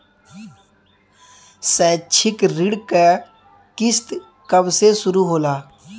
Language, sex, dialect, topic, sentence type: Bhojpuri, male, Western, banking, question